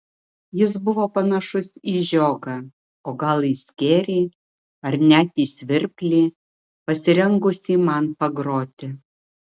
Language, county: Lithuanian, Utena